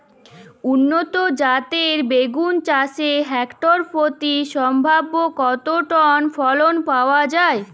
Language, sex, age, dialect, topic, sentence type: Bengali, female, 18-24, Jharkhandi, agriculture, question